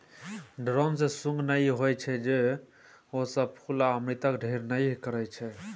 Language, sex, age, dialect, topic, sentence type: Maithili, male, 18-24, Bajjika, agriculture, statement